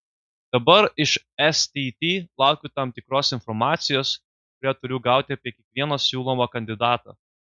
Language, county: Lithuanian, Klaipėda